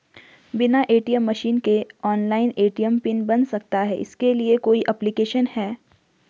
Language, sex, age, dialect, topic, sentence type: Hindi, female, 41-45, Garhwali, banking, question